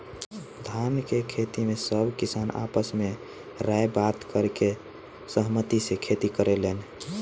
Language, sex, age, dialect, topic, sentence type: Bhojpuri, male, 18-24, Southern / Standard, agriculture, statement